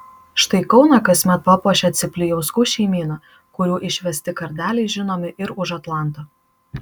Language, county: Lithuanian, Marijampolė